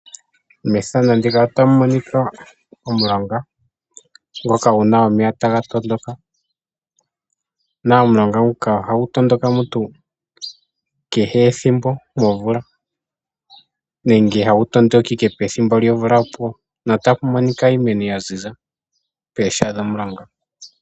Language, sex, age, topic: Oshiwambo, male, 18-24, agriculture